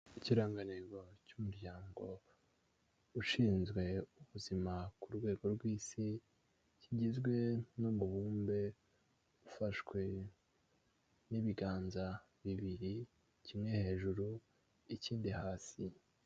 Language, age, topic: Kinyarwanda, 18-24, health